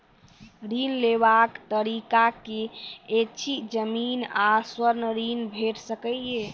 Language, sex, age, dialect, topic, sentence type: Maithili, female, 18-24, Angika, banking, question